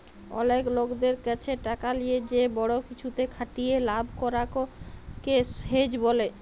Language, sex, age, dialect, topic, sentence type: Bengali, female, 31-35, Jharkhandi, banking, statement